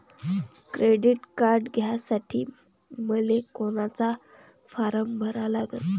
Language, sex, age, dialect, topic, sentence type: Marathi, female, 18-24, Varhadi, banking, question